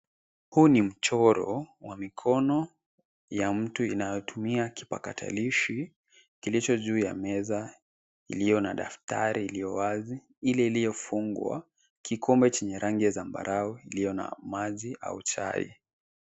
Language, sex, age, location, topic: Swahili, male, 18-24, Nairobi, education